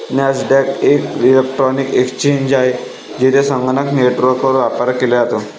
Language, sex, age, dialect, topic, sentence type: Marathi, male, 18-24, Varhadi, banking, statement